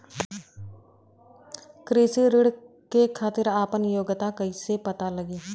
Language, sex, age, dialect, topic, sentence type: Bhojpuri, female, 36-40, Western, banking, question